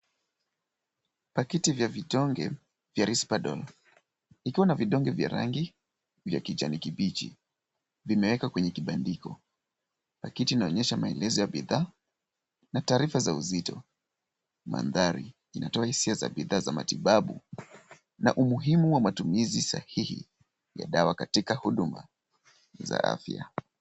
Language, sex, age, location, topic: Swahili, male, 18-24, Kisumu, health